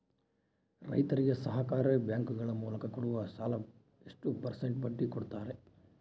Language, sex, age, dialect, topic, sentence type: Kannada, male, 18-24, Central, agriculture, question